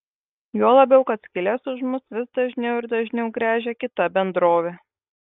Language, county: Lithuanian, Kaunas